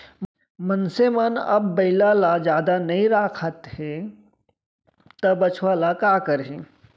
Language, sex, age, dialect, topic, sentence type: Chhattisgarhi, male, 36-40, Central, agriculture, statement